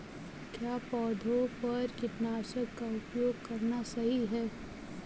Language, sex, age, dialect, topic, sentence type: Hindi, female, 18-24, Kanauji Braj Bhasha, agriculture, question